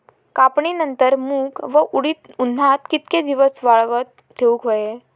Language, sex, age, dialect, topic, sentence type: Marathi, female, 18-24, Southern Konkan, agriculture, question